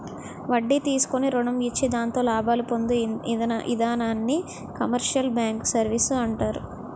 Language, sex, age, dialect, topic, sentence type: Telugu, female, 18-24, Utterandhra, banking, statement